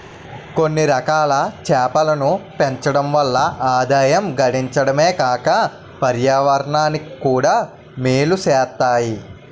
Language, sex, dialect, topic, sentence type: Telugu, male, Utterandhra, agriculture, statement